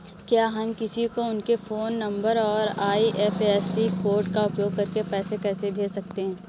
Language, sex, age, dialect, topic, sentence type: Hindi, male, 31-35, Awadhi Bundeli, banking, question